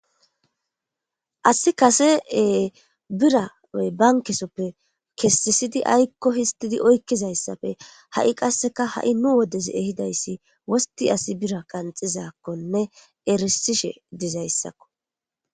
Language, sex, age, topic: Gamo, female, 18-24, government